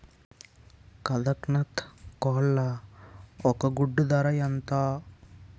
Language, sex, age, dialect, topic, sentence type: Telugu, male, 18-24, Utterandhra, agriculture, question